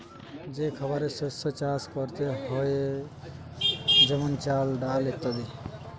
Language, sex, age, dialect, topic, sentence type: Bengali, male, 18-24, Western, agriculture, statement